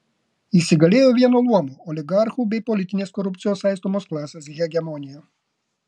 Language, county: Lithuanian, Kaunas